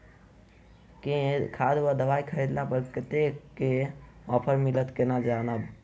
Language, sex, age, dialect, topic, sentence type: Maithili, male, 18-24, Southern/Standard, agriculture, question